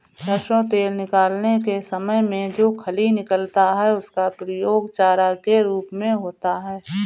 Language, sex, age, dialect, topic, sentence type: Hindi, female, 41-45, Marwari Dhudhari, agriculture, statement